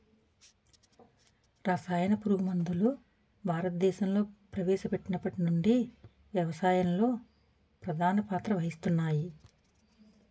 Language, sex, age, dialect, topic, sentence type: Telugu, female, 41-45, Utterandhra, agriculture, statement